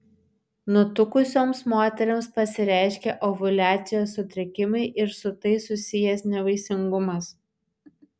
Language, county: Lithuanian, Šiauliai